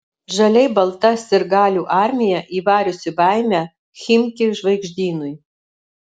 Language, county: Lithuanian, Alytus